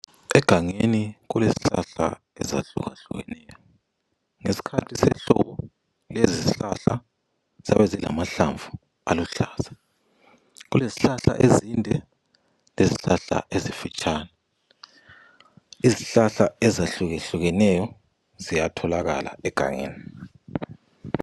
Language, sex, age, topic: North Ndebele, male, 25-35, health